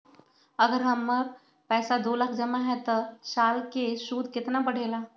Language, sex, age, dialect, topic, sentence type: Magahi, female, 36-40, Western, banking, question